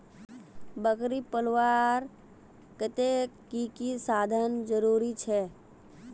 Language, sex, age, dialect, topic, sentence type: Magahi, female, 18-24, Northeastern/Surjapuri, agriculture, question